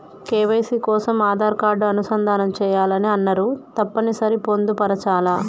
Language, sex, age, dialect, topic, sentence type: Telugu, female, 31-35, Telangana, banking, question